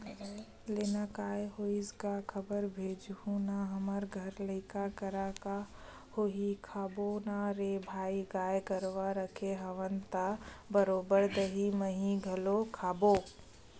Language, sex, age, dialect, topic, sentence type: Chhattisgarhi, female, 25-30, Western/Budati/Khatahi, agriculture, statement